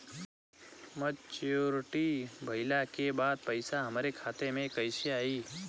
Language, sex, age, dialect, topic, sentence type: Bhojpuri, male, 25-30, Southern / Standard, banking, question